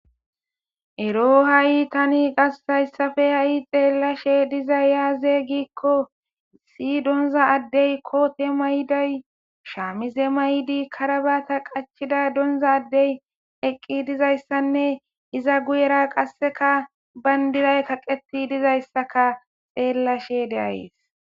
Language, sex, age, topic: Gamo, female, 25-35, government